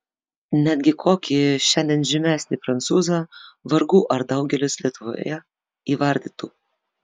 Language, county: Lithuanian, Vilnius